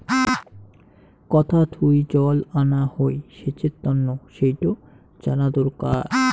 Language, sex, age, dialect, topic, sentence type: Bengali, male, 25-30, Rajbangshi, agriculture, statement